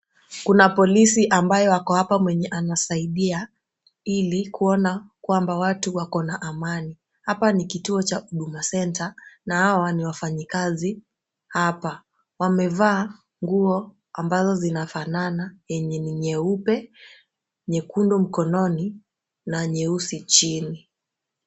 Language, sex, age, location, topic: Swahili, female, 18-24, Kisumu, government